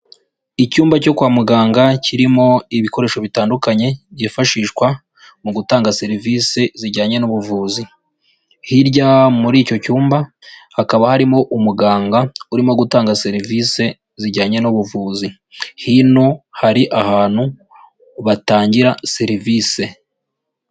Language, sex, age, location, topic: Kinyarwanda, female, 36-49, Huye, health